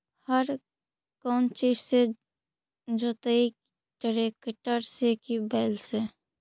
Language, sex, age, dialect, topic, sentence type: Magahi, female, 25-30, Central/Standard, agriculture, question